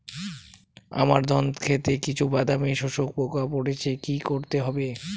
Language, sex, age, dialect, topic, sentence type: Bengali, male, 18-24, Rajbangshi, agriculture, question